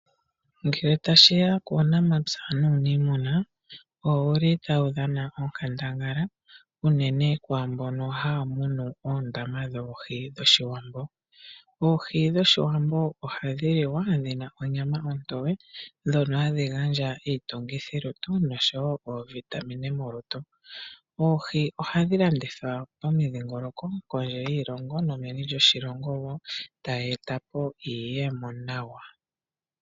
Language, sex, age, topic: Oshiwambo, female, 25-35, agriculture